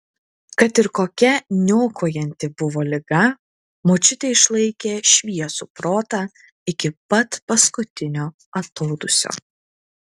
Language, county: Lithuanian, Klaipėda